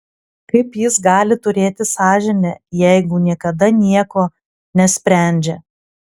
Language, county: Lithuanian, Klaipėda